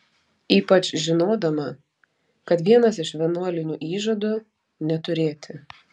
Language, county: Lithuanian, Panevėžys